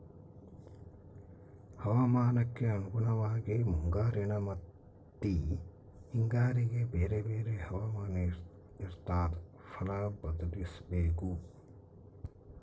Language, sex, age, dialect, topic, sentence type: Kannada, male, 51-55, Central, agriculture, statement